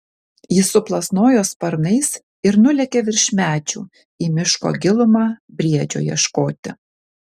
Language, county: Lithuanian, Kaunas